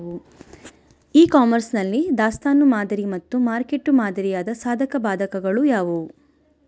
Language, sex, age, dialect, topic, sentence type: Kannada, female, 25-30, Central, agriculture, question